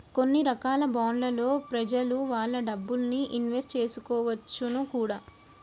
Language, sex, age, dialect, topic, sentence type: Telugu, female, 25-30, Telangana, banking, statement